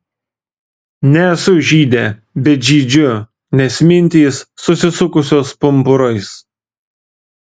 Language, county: Lithuanian, Vilnius